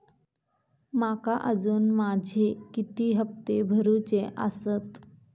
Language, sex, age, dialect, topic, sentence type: Marathi, female, 25-30, Southern Konkan, banking, question